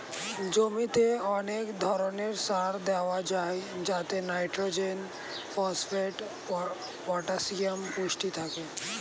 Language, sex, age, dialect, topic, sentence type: Bengali, male, 18-24, Standard Colloquial, agriculture, statement